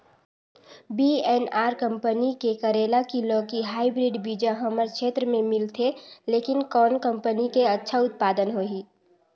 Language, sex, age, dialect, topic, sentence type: Chhattisgarhi, female, 18-24, Northern/Bhandar, agriculture, question